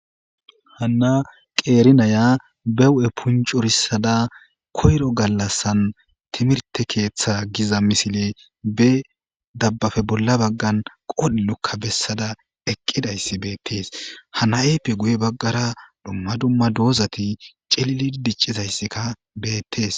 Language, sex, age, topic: Gamo, male, 18-24, government